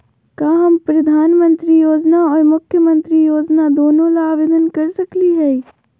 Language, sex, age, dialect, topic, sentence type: Magahi, female, 60-100, Southern, banking, question